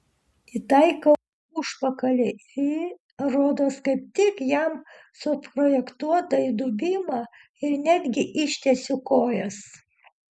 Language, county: Lithuanian, Utena